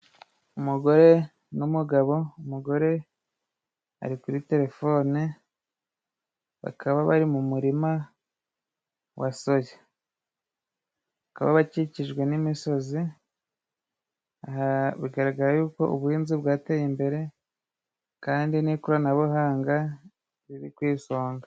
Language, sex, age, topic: Kinyarwanda, male, 25-35, agriculture